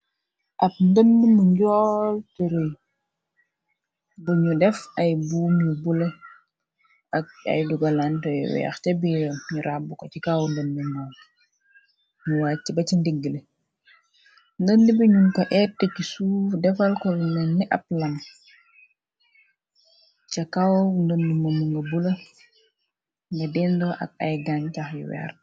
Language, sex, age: Wolof, female, 25-35